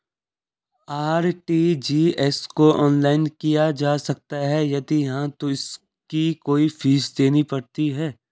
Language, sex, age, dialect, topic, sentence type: Hindi, male, 18-24, Garhwali, banking, question